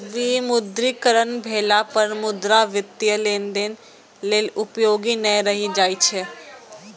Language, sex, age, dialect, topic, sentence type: Maithili, male, 18-24, Eastern / Thethi, banking, statement